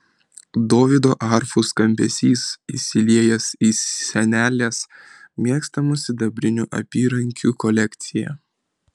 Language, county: Lithuanian, Vilnius